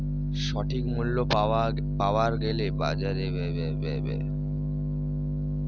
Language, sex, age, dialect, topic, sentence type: Bengali, male, 18-24, Rajbangshi, agriculture, question